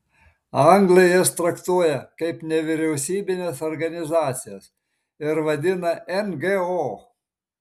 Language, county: Lithuanian, Marijampolė